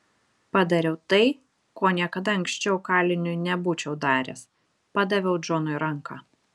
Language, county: Lithuanian, Šiauliai